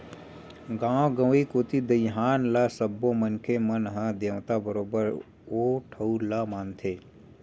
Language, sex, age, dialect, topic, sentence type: Chhattisgarhi, male, 18-24, Western/Budati/Khatahi, agriculture, statement